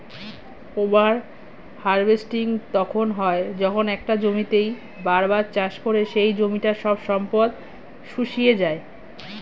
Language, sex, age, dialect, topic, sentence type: Bengali, female, 31-35, Standard Colloquial, agriculture, statement